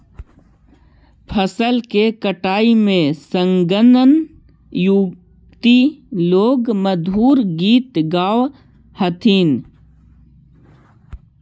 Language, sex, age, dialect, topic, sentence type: Magahi, male, 18-24, Central/Standard, banking, statement